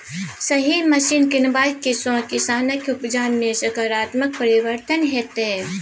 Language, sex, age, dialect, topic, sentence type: Maithili, female, 25-30, Bajjika, agriculture, statement